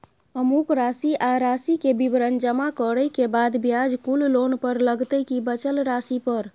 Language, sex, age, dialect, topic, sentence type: Maithili, female, 31-35, Bajjika, banking, question